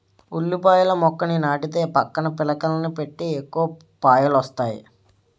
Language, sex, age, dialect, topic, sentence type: Telugu, male, 18-24, Utterandhra, agriculture, statement